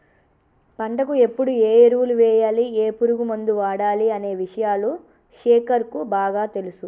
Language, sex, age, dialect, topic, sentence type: Telugu, female, 25-30, Telangana, agriculture, statement